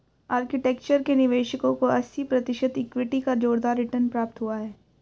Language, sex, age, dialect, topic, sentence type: Hindi, female, 18-24, Hindustani Malvi Khadi Boli, banking, statement